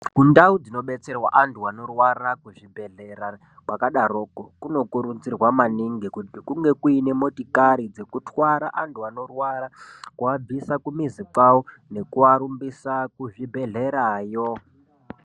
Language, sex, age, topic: Ndau, male, 18-24, health